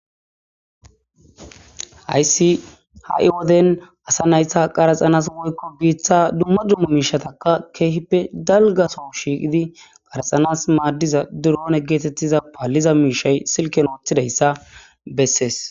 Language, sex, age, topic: Gamo, male, 18-24, government